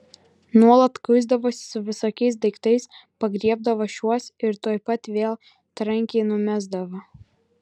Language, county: Lithuanian, Vilnius